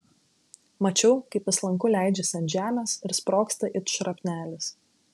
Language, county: Lithuanian, Klaipėda